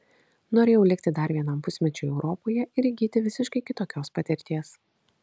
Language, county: Lithuanian, Kaunas